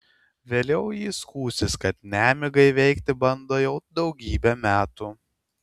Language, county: Lithuanian, Kaunas